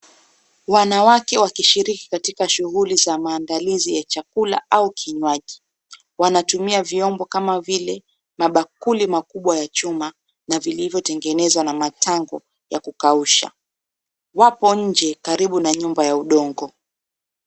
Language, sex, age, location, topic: Swahili, female, 25-35, Mombasa, agriculture